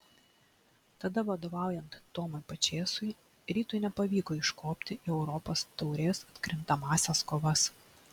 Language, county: Lithuanian, Klaipėda